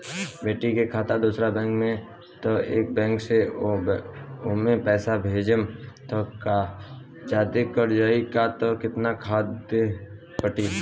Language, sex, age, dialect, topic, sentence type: Bhojpuri, male, 18-24, Southern / Standard, banking, question